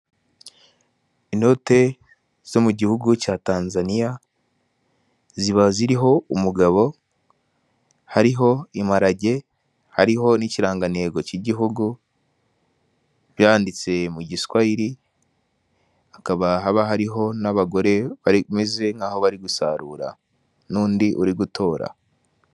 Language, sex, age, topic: Kinyarwanda, male, 18-24, finance